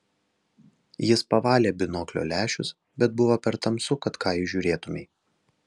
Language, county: Lithuanian, Alytus